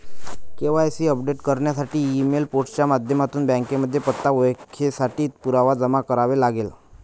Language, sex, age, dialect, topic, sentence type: Marathi, male, 31-35, Northern Konkan, banking, statement